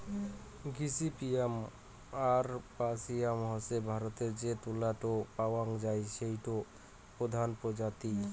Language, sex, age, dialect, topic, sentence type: Bengali, male, 18-24, Rajbangshi, agriculture, statement